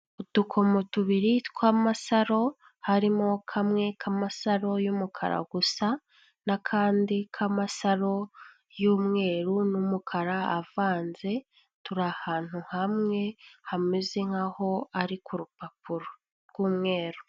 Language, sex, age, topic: Kinyarwanda, female, 18-24, government